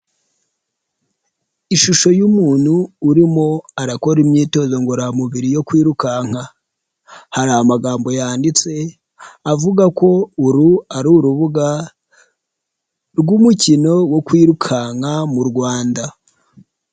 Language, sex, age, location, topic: Kinyarwanda, male, 25-35, Huye, health